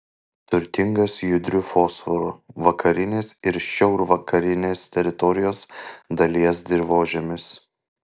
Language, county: Lithuanian, Panevėžys